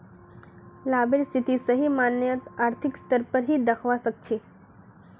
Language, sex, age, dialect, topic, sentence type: Magahi, female, 25-30, Northeastern/Surjapuri, banking, statement